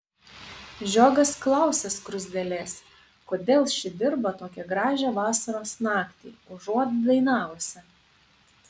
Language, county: Lithuanian, Panevėžys